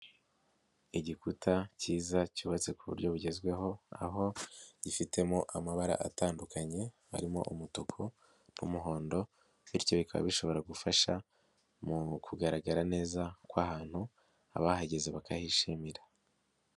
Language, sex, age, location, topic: Kinyarwanda, male, 18-24, Nyagatare, education